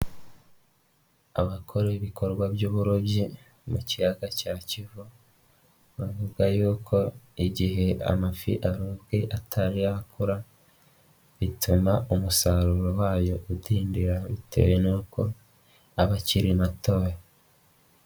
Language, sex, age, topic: Kinyarwanda, male, 18-24, agriculture